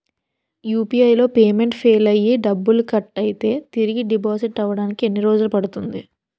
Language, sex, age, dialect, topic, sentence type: Telugu, female, 18-24, Utterandhra, banking, question